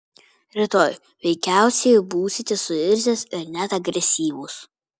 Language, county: Lithuanian, Vilnius